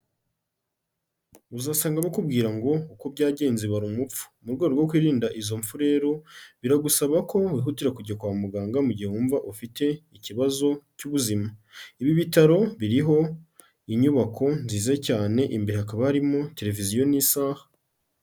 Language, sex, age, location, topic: Kinyarwanda, male, 36-49, Kigali, health